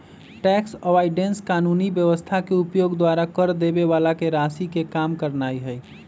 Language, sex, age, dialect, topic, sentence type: Magahi, male, 25-30, Western, banking, statement